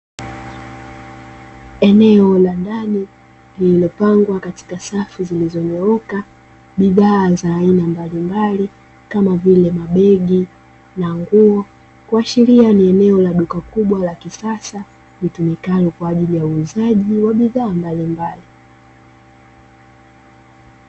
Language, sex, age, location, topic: Swahili, female, 25-35, Dar es Salaam, finance